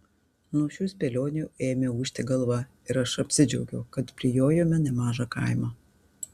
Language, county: Lithuanian, Tauragė